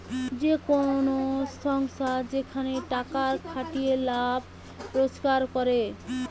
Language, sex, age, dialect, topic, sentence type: Bengali, female, 18-24, Western, banking, statement